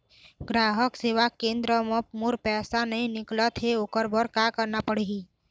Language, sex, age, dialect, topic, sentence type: Chhattisgarhi, female, 18-24, Eastern, banking, question